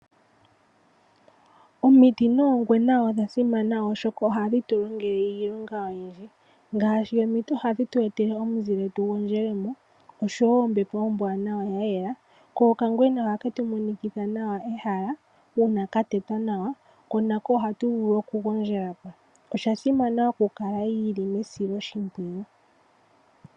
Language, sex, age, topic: Oshiwambo, female, 18-24, agriculture